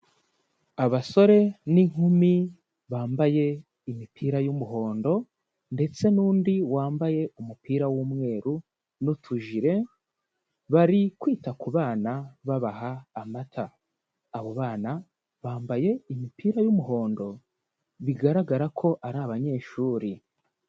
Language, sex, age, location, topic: Kinyarwanda, male, 18-24, Huye, health